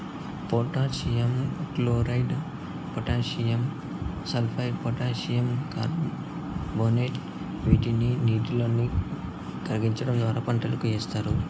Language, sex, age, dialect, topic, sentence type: Telugu, male, 18-24, Southern, agriculture, statement